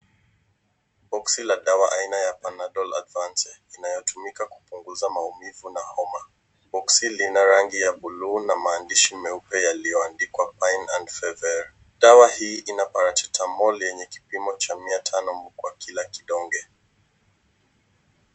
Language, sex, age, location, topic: Swahili, female, 25-35, Nairobi, health